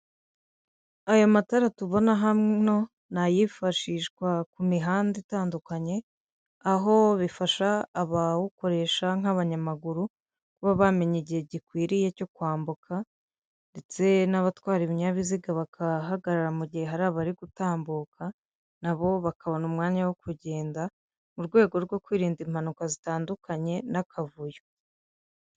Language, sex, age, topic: Kinyarwanda, female, 50+, government